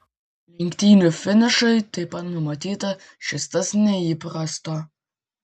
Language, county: Lithuanian, Vilnius